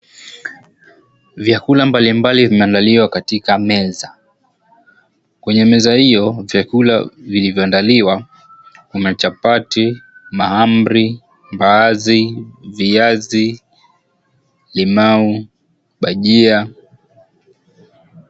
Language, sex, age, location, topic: Swahili, male, 18-24, Mombasa, agriculture